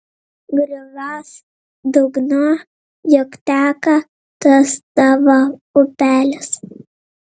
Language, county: Lithuanian, Vilnius